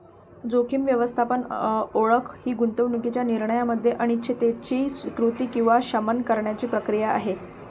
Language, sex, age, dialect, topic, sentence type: Marathi, female, 31-35, Varhadi, banking, statement